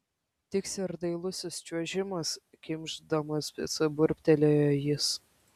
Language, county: Lithuanian, Kaunas